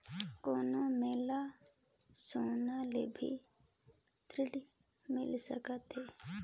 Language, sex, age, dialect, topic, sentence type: Chhattisgarhi, female, 25-30, Northern/Bhandar, banking, question